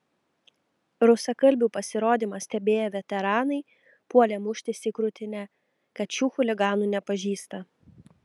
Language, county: Lithuanian, Telšiai